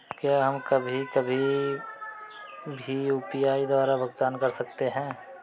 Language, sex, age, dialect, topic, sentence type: Hindi, male, 25-30, Awadhi Bundeli, banking, question